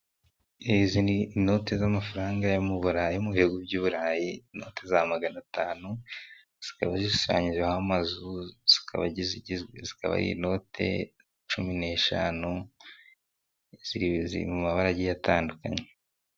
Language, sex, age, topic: Kinyarwanda, male, 18-24, finance